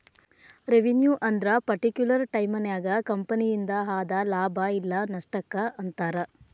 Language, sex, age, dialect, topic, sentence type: Kannada, female, 25-30, Dharwad Kannada, banking, statement